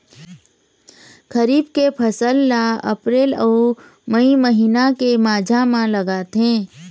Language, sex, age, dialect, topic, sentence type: Chhattisgarhi, female, 25-30, Eastern, agriculture, statement